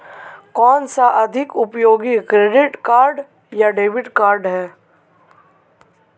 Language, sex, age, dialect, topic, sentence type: Hindi, male, 18-24, Marwari Dhudhari, banking, question